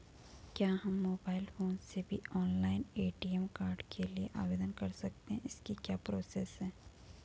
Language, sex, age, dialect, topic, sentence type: Hindi, female, 18-24, Garhwali, banking, question